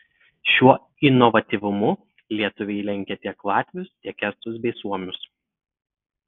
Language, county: Lithuanian, Telšiai